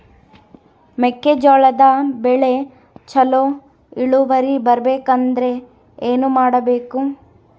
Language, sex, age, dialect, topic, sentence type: Kannada, female, 18-24, Central, agriculture, question